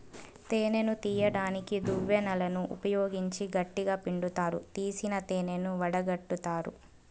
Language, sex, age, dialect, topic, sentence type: Telugu, female, 18-24, Southern, agriculture, statement